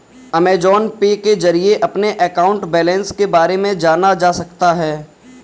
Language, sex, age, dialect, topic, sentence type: Hindi, male, 18-24, Kanauji Braj Bhasha, banking, statement